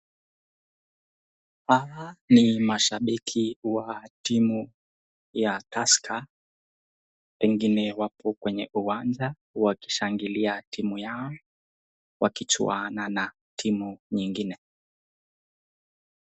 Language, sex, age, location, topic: Swahili, female, 25-35, Nakuru, government